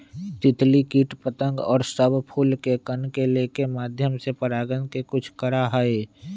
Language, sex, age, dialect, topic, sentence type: Magahi, male, 25-30, Western, agriculture, statement